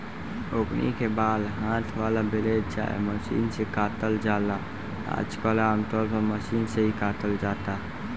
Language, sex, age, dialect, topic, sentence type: Bhojpuri, male, <18, Southern / Standard, agriculture, statement